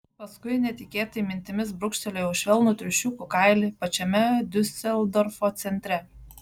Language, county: Lithuanian, Šiauliai